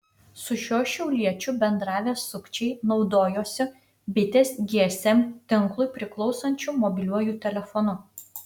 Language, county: Lithuanian, Utena